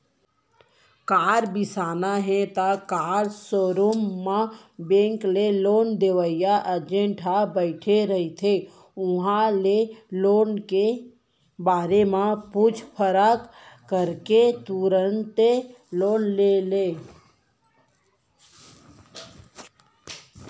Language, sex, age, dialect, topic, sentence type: Chhattisgarhi, female, 18-24, Central, banking, statement